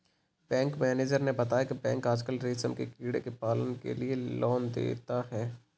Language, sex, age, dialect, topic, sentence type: Hindi, male, 18-24, Kanauji Braj Bhasha, agriculture, statement